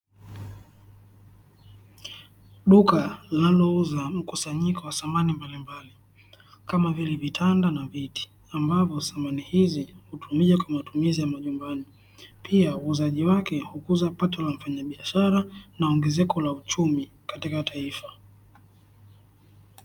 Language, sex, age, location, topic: Swahili, male, 18-24, Dar es Salaam, finance